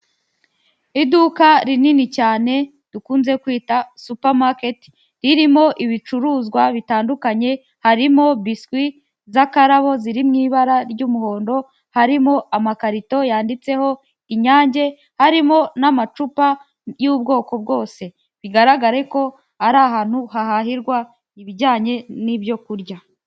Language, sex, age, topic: Kinyarwanda, female, 18-24, finance